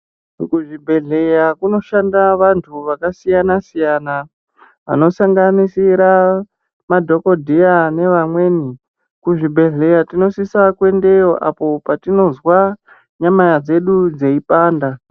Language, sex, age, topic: Ndau, female, 36-49, health